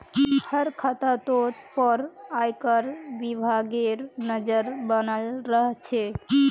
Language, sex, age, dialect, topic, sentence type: Magahi, female, 18-24, Northeastern/Surjapuri, banking, statement